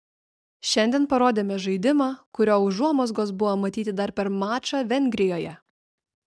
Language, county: Lithuanian, Vilnius